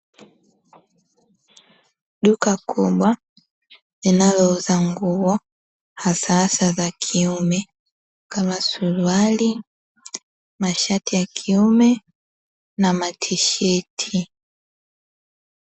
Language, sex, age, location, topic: Swahili, female, 18-24, Dar es Salaam, finance